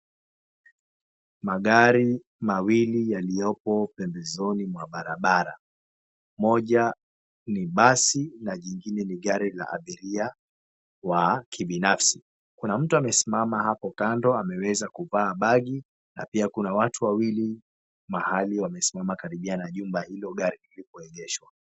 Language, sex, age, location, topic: Swahili, male, 25-35, Mombasa, government